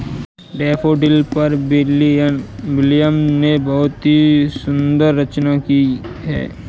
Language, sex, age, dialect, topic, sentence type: Hindi, male, 25-30, Kanauji Braj Bhasha, agriculture, statement